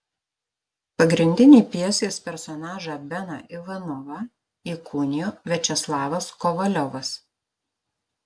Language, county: Lithuanian, Marijampolė